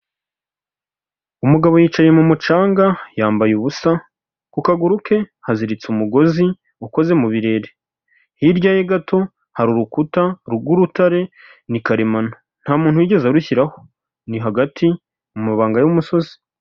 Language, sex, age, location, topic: Kinyarwanda, male, 18-24, Huye, health